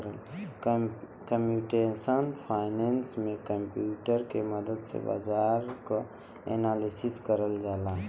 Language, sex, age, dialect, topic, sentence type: Bhojpuri, female, 31-35, Western, banking, statement